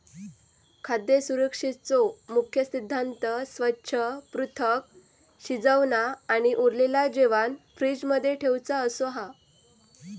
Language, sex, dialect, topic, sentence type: Marathi, female, Southern Konkan, agriculture, statement